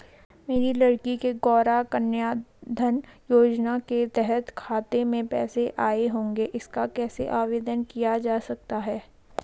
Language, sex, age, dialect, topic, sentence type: Hindi, female, 18-24, Garhwali, banking, question